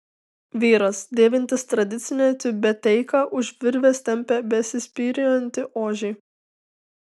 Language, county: Lithuanian, Tauragė